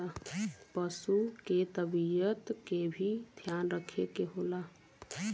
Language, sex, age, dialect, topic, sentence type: Bhojpuri, female, 18-24, Western, agriculture, statement